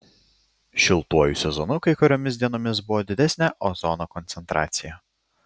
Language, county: Lithuanian, Klaipėda